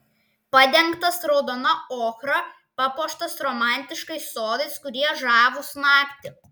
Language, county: Lithuanian, Klaipėda